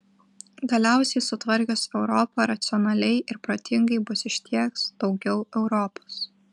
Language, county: Lithuanian, Vilnius